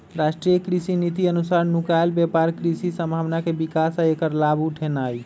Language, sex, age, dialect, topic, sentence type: Magahi, male, 25-30, Western, agriculture, statement